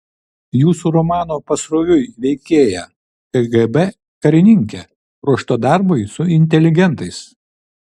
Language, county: Lithuanian, Vilnius